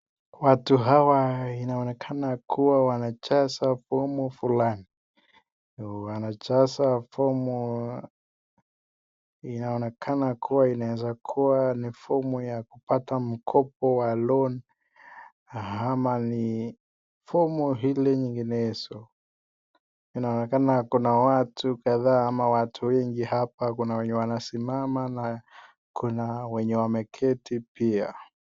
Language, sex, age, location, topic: Swahili, male, 18-24, Nakuru, government